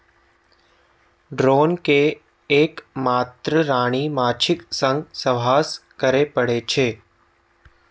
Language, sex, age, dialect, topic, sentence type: Maithili, male, 18-24, Eastern / Thethi, agriculture, statement